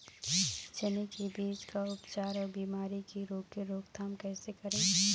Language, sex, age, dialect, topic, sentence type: Chhattisgarhi, female, 31-35, Eastern, agriculture, question